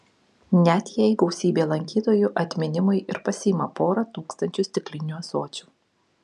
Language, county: Lithuanian, Kaunas